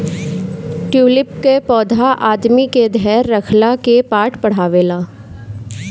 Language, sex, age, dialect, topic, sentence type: Bhojpuri, female, 18-24, Northern, agriculture, statement